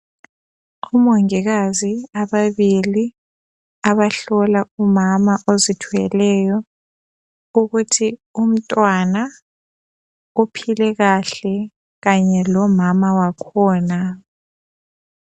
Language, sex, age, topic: North Ndebele, female, 25-35, health